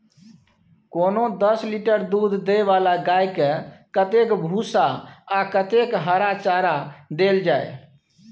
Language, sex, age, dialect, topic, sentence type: Maithili, male, 36-40, Bajjika, agriculture, question